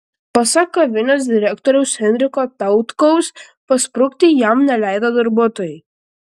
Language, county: Lithuanian, Klaipėda